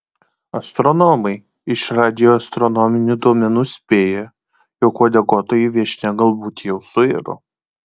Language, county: Lithuanian, Kaunas